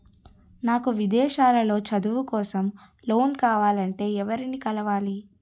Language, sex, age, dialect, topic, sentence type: Telugu, female, 31-35, Utterandhra, banking, question